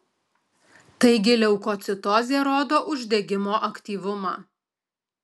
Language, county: Lithuanian, Alytus